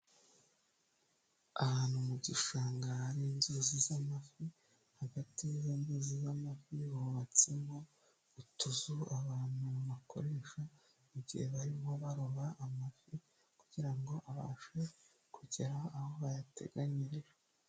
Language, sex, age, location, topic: Kinyarwanda, male, 25-35, Nyagatare, agriculture